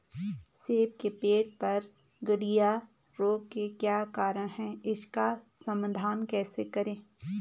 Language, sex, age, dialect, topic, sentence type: Hindi, female, 25-30, Garhwali, agriculture, question